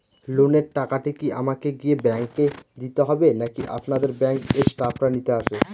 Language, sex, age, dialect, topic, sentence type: Bengali, male, 31-35, Northern/Varendri, banking, question